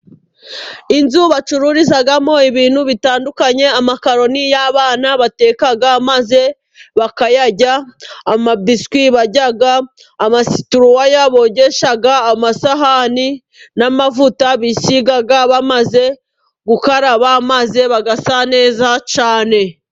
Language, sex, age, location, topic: Kinyarwanda, female, 25-35, Musanze, finance